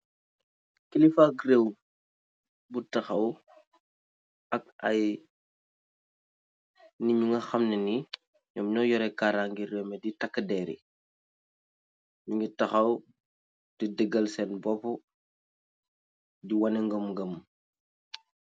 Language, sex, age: Wolof, male, 18-24